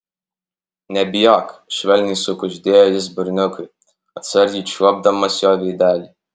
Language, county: Lithuanian, Alytus